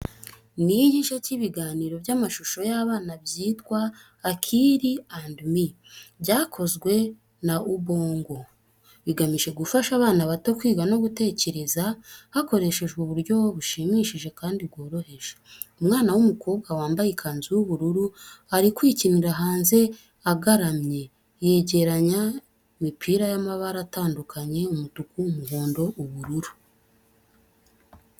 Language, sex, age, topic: Kinyarwanda, female, 18-24, education